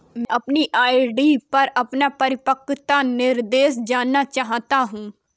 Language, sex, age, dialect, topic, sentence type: Hindi, female, 18-24, Kanauji Braj Bhasha, banking, statement